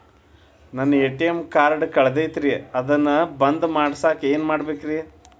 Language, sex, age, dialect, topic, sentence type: Kannada, male, 25-30, Dharwad Kannada, banking, question